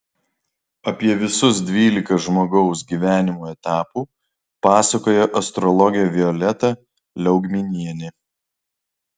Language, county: Lithuanian, Vilnius